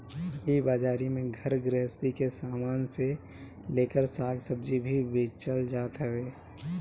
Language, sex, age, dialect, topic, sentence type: Bhojpuri, male, 31-35, Northern, agriculture, statement